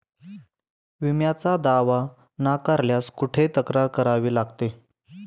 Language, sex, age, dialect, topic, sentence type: Marathi, male, 18-24, Standard Marathi, banking, question